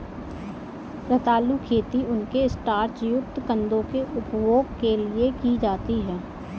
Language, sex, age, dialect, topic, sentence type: Hindi, female, 18-24, Kanauji Braj Bhasha, agriculture, statement